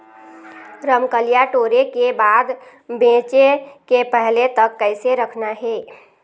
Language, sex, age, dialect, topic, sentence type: Chhattisgarhi, female, 51-55, Eastern, agriculture, question